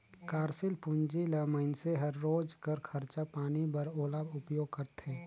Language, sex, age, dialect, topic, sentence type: Chhattisgarhi, male, 36-40, Northern/Bhandar, banking, statement